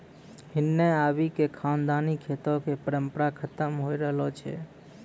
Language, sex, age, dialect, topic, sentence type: Maithili, male, 56-60, Angika, agriculture, statement